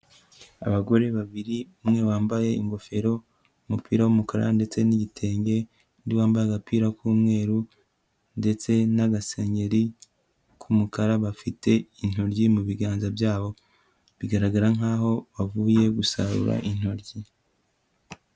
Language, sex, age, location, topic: Kinyarwanda, male, 18-24, Kigali, agriculture